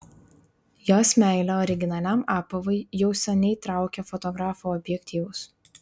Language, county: Lithuanian, Vilnius